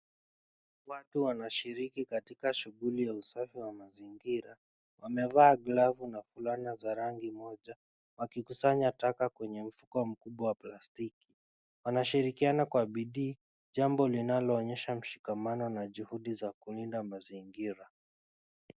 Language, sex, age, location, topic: Swahili, male, 25-35, Nairobi, health